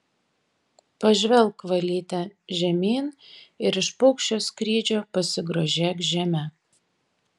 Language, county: Lithuanian, Tauragė